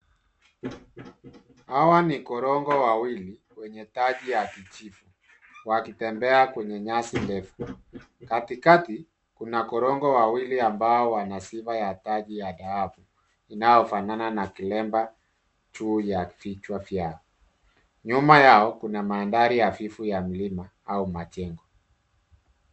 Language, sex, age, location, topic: Swahili, male, 36-49, Nairobi, government